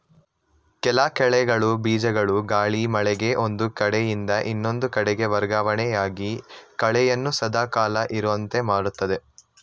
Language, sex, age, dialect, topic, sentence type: Kannada, male, 18-24, Mysore Kannada, agriculture, statement